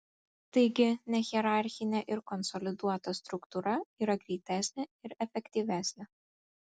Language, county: Lithuanian, Kaunas